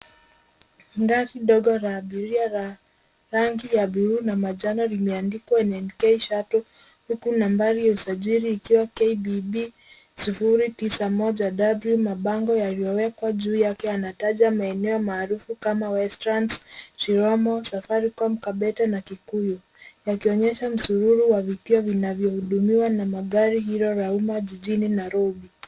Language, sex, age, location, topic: Swahili, female, 18-24, Nairobi, government